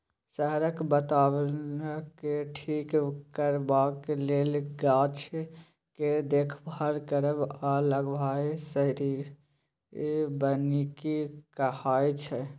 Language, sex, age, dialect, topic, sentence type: Maithili, male, 18-24, Bajjika, agriculture, statement